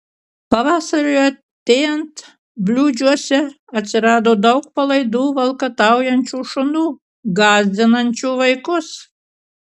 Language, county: Lithuanian, Kaunas